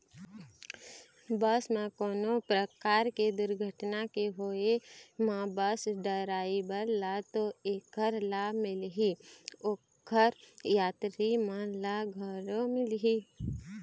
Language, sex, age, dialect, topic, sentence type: Chhattisgarhi, female, 25-30, Eastern, banking, statement